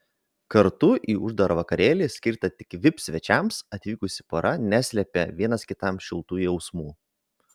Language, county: Lithuanian, Vilnius